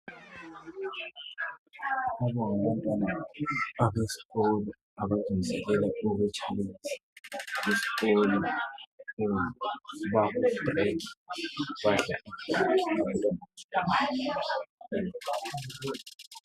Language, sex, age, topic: North Ndebele, female, 50+, education